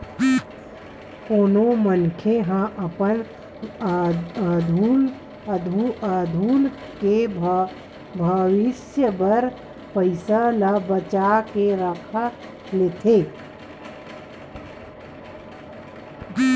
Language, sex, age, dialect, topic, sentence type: Chhattisgarhi, female, 31-35, Western/Budati/Khatahi, banking, statement